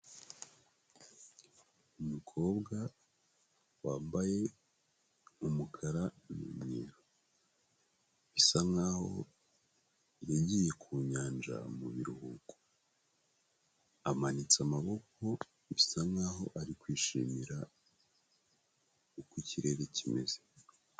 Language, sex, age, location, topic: Kinyarwanda, male, 25-35, Kigali, health